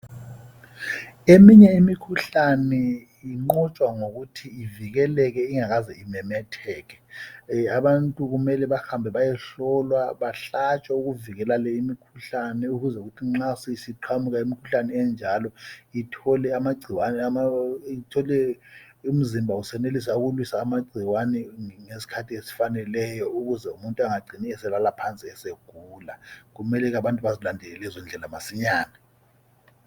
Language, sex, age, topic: North Ndebele, male, 50+, health